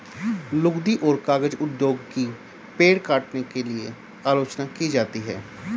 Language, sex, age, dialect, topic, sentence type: Hindi, male, 31-35, Hindustani Malvi Khadi Boli, agriculture, statement